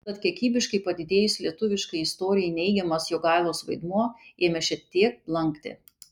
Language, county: Lithuanian, Kaunas